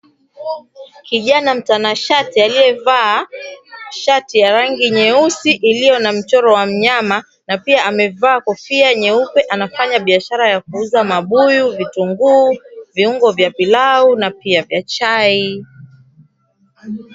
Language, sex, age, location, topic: Swahili, female, 25-35, Mombasa, agriculture